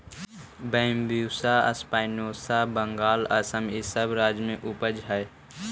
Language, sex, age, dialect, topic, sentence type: Magahi, male, 18-24, Central/Standard, banking, statement